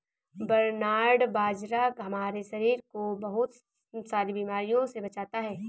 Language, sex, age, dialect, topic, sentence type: Hindi, female, 18-24, Awadhi Bundeli, agriculture, statement